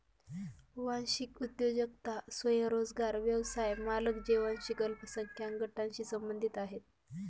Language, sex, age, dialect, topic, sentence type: Marathi, female, 25-30, Northern Konkan, banking, statement